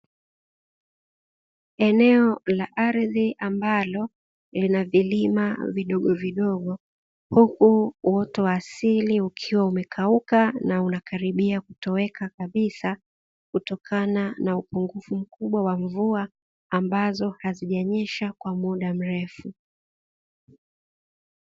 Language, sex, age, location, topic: Swahili, female, 25-35, Dar es Salaam, agriculture